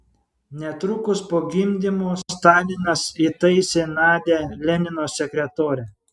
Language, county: Lithuanian, Šiauliai